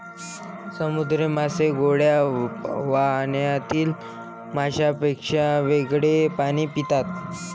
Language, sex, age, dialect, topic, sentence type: Marathi, male, 25-30, Varhadi, agriculture, statement